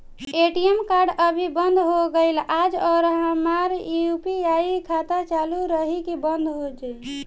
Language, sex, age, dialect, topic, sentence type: Bhojpuri, female, 25-30, Southern / Standard, banking, question